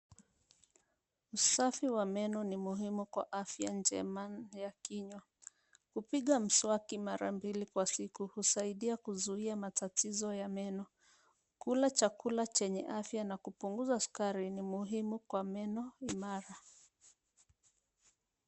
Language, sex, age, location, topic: Swahili, female, 25-35, Nairobi, health